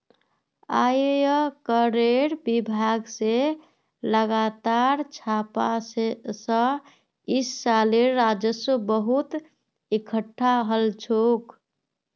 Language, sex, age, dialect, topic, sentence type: Magahi, female, 41-45, Northeastern/Surjapuri, banking, statement